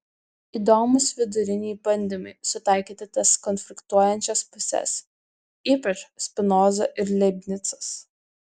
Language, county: Lithuanian, Vilnius